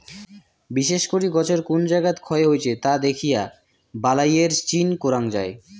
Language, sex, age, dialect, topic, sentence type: Bengali, male, 18-24, Rajbangshi, agriculture, statement